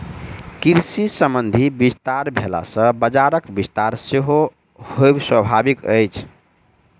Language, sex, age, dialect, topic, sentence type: Maithili, male, 25-30, Southern/Standard, agriculture, statement